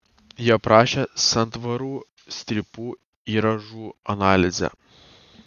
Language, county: Lithuanian, Kaunas